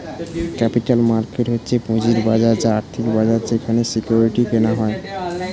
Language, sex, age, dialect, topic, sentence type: Bengali, male, 18-24, Standard Colloquial, banking, statement